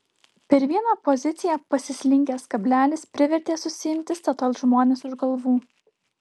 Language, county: Lithuanian, Alytus